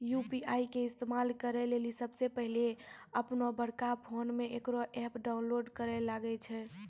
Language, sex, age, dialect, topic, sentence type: Maithili, female, 18-24, Angika, banking, statement